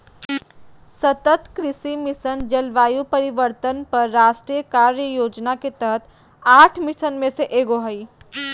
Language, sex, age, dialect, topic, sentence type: Magahi, female, 46-50, Southern, agriculture, statement